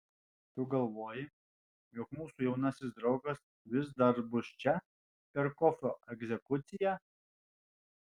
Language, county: Lithuanian, Alytus